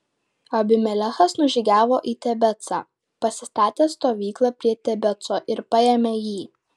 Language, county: Lithuanian, Vilnius